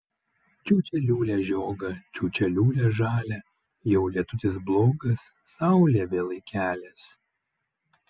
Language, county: Lithuanian, Vilnius